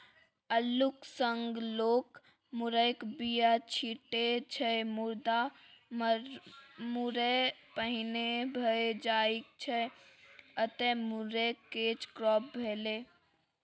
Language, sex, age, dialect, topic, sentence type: Maithili, female, 36-40, Bajjika, agriculture, statement